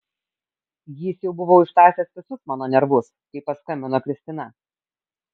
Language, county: Lithuanian, Kaunas